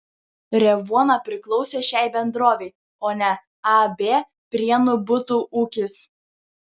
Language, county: Lithuanian, Vilnius